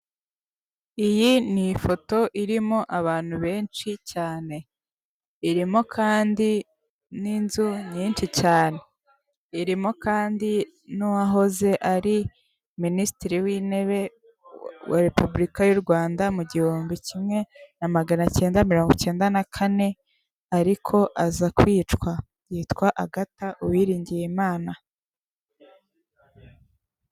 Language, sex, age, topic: Kinyarwanda, female, 18-24, government